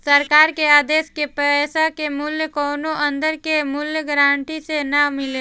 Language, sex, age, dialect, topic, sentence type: Bhojpuri, female, 18-24, Southern / Standard, banking, statement